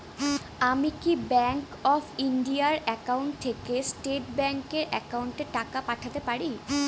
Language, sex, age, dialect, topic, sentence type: Bengali, female, 18-24, Rajbangshi, banking, question